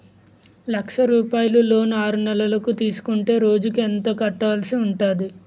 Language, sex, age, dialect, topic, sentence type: Telugu, male, 25-30, Utterandhra, banking, question